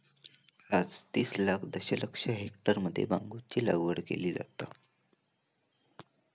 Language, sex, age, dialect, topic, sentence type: Marathi, male, 18-24, Southern Konkan, agriculture, statement